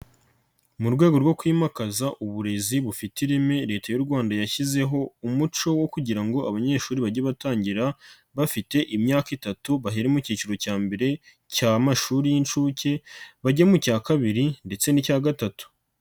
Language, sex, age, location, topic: Kinyarwanda, male, 25-35, Nyagatare, education